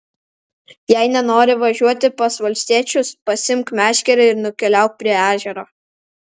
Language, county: Lithuanian, Alytus